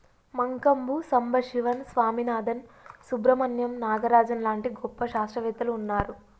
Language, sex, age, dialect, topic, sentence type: Telugu, female, 25-30, Telangana, agriculture, statement